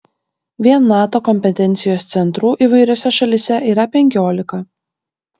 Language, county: Lithuanian, Vilnius